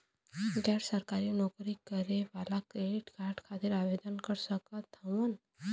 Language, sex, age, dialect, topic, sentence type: Bhojpuri, female, 18-24, Western, banking, question